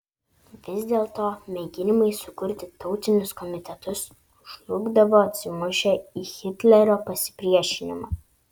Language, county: Lithuanian, Vilnius